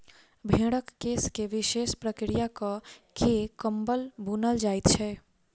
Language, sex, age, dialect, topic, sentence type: Maithili, female, 51-55, Southern/Standard, agriculture, statement